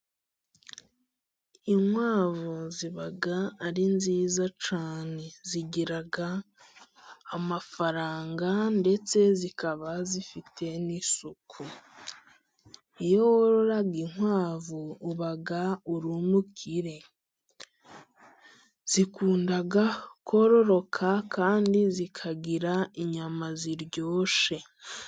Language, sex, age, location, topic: Kinyarwanda, female, 18-24, Musanze, agriculture